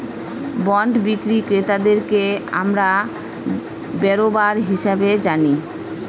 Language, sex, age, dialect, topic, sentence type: Bengali, female, 31-35, Northern/Varendri, banking, statement